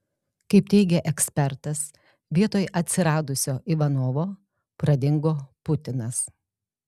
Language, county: Lithuanian, Alytus